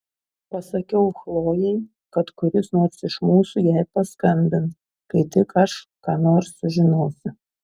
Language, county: Lithuanian, Šiauliai